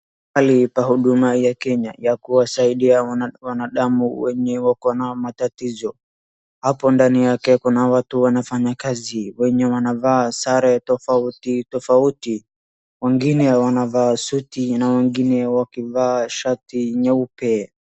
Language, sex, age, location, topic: Swahili, male, 18-24, Wajir, government